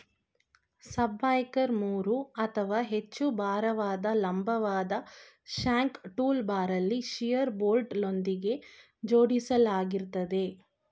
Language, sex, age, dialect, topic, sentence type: Kannada, female, 25-30, Mysore Kannada, agriculture, statement